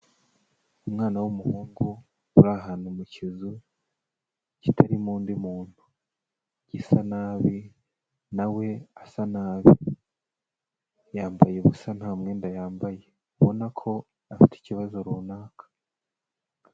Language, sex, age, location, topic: Kinyarwanda, male, 25-35, Kigali, health